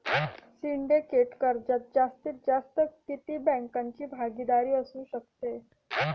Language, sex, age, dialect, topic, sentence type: Marathi, female, 18-24, Standard Marathi, banking, statement